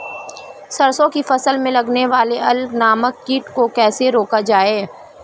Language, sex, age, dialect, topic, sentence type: Hindi, female, 31-35, Marwari Dhudhari, agriculture, question